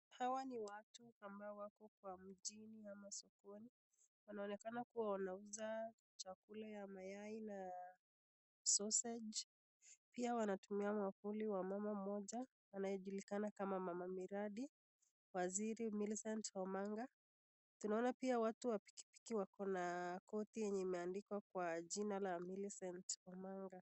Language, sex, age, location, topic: Swahili, female, 25-35, Nakuru, government